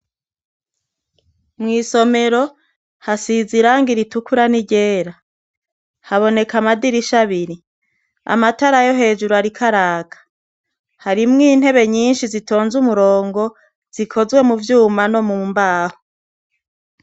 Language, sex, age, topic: Rundi, female, 36-49, education